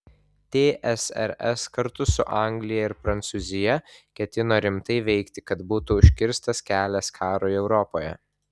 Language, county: Lithuanian, Vilnius